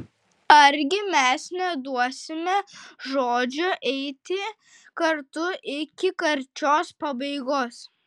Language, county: Lithuanian, Utena